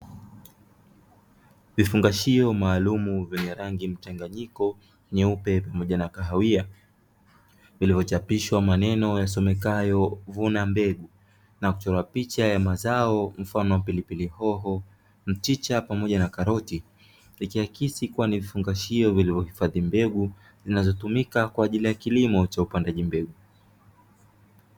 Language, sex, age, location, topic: Swahili, male, 25-35, Dar es Salaam, agriculture